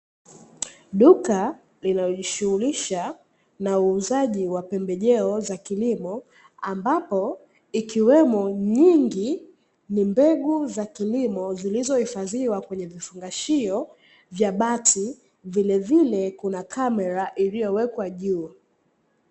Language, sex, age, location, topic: Swahili, female, 18-24, Dar es Salaam, agriculture